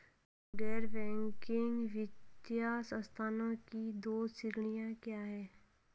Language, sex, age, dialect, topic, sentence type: Hindi, female, 46-50, Hindustani Malvi Khadi Boli, banking, question